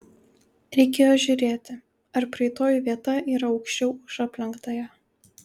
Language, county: Lithuanian, Kaunas